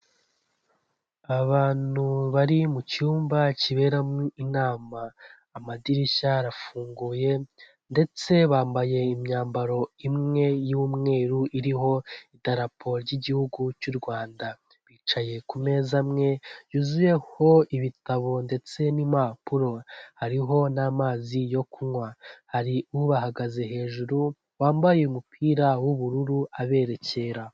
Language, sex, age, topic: Kinyarwanda, male, 18-24, government